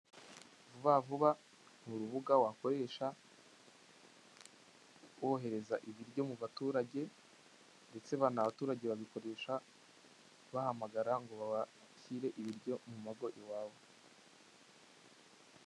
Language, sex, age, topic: Kinyarwanda, male, 25-35, finance